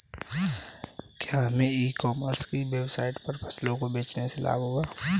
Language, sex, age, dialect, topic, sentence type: Hindi, male, 18-24, Kanauji Braj Bhasha, agriculture, question